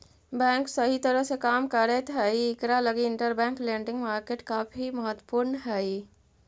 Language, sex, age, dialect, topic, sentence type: Magahi, female, 36-40, Central/Standard, agriculture, statement